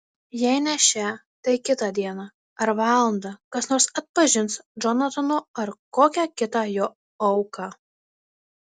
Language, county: Lithuanian, Marijampolė